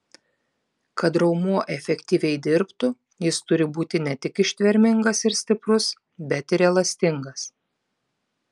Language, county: Lithuanian, Klaipėda